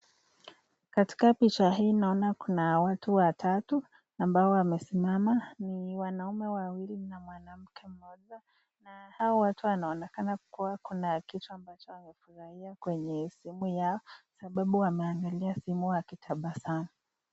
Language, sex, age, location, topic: Swahili, female, 50+, Nakuru, finance